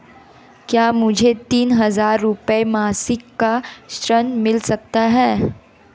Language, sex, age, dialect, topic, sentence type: Hindi, female, 18-24, Marwari Dhudhari, banking, question